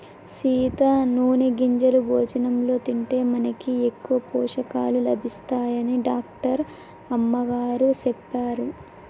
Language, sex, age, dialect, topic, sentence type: Telugu, female, 18-24, Telangana, agriculture, statement